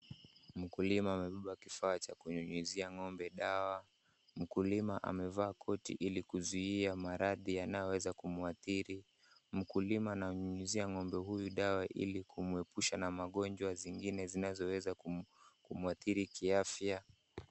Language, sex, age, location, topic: Swahili, male, 18-24, Kisumu, agriculture